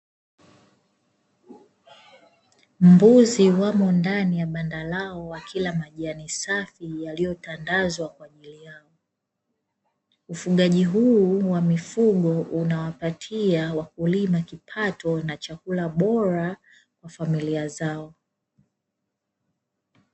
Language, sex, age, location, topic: Swahili, female, 18-24, Dar es Salaam, agriculture